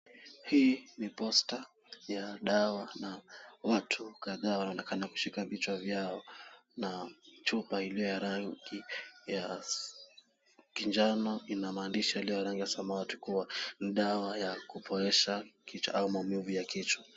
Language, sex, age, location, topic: Swahili, male, 18-24, Kisumu, health